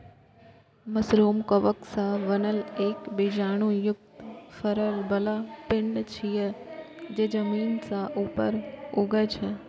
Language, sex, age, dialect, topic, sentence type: Maithili, female, 18-24, Eastern / Thethi, agriculture, statement